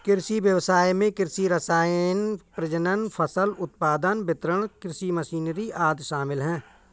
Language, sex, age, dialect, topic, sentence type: Hindi, male, 41-45, Awadhi Bundeli, agriculture, statement